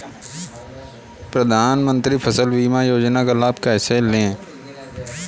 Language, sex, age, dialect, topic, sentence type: Hindi, female, 18-24, Awadhi Bundeli, banking, question